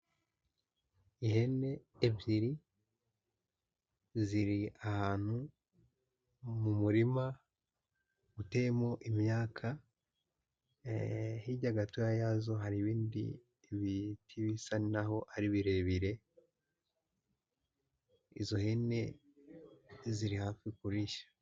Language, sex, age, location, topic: Kinyarwanda, male, 18-24, Huye, agriculture